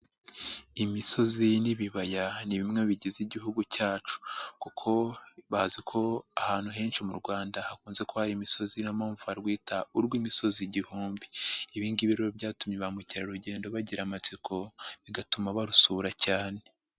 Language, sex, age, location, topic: Kinyarwanda, male, 50+, Nyagatare, agriculture